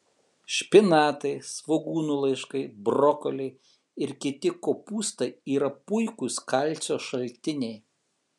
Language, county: Lithuanian, Kaunas